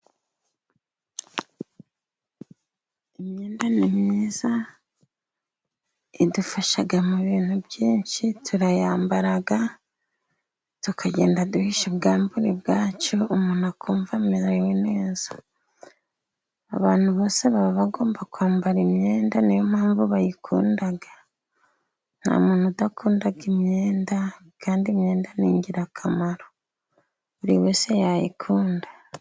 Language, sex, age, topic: Kinyarwanda, female, 25-35, finance